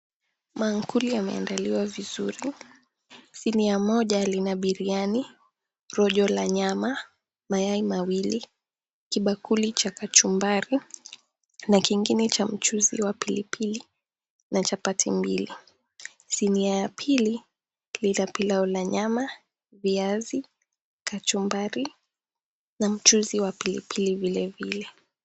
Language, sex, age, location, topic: Swahili, female, 18-24, Mombasa, agriculture